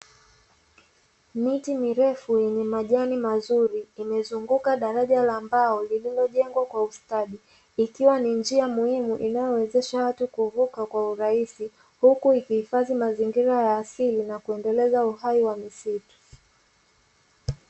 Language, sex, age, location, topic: Swahili, female, 18-24, Dar es Salaam, agriculture